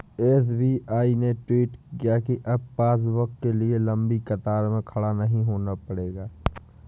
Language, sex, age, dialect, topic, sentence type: Hindi, male, 18-24, Awadhi Bundeli, banking, statement